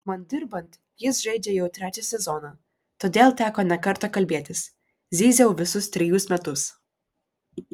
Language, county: Lithuanian, Vilnius